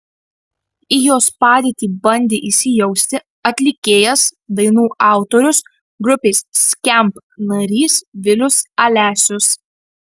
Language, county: Lithuanian, Marijampolė